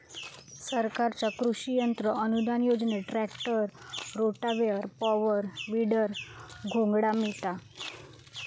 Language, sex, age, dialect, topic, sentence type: Marathi, female, 18-24, Southern Konkan, agriculture, statement